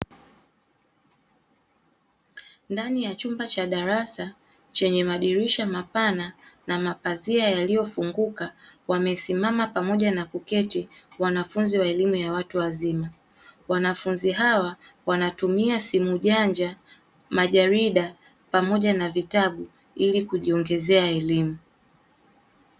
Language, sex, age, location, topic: Swahili, female, 18-24, Dar es Salaam, education